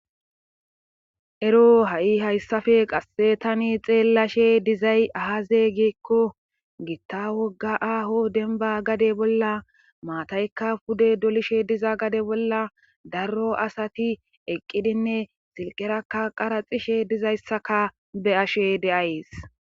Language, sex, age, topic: Gamo, female, 25-35, government